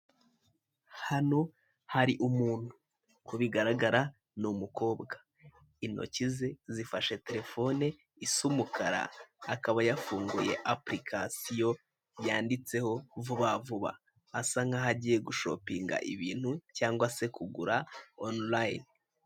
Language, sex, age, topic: Kinyarwanda, male, 18-24, finance